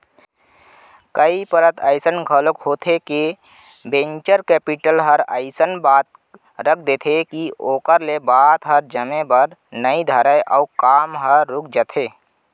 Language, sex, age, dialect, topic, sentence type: Chhattisgarhi, male, 25-30, Central, banking, statement